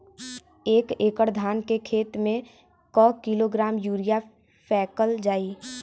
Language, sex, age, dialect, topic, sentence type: Bhojpuri, female, 18-24, Western, agriculture, question